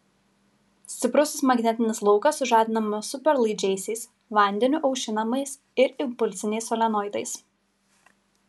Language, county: Lithuanian, Kaunas